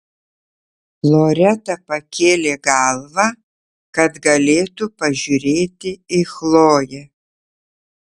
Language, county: Lithuanian, Tauragė